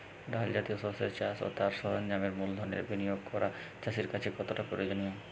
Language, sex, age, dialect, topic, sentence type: Bengali, male, 18-24, Jharkhandi, agriculture, question